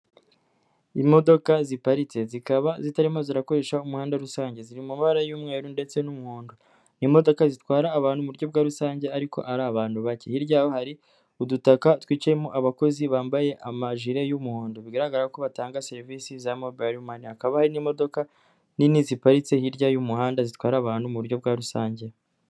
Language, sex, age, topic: Kinyarwanda, male, 25-35, government